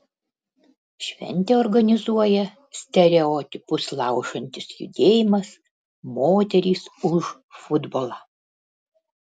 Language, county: Lithuanian, Panevėžys